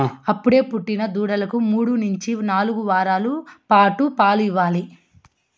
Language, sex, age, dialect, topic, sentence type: Telugu, female, 25-30, Southern, agriculture, statement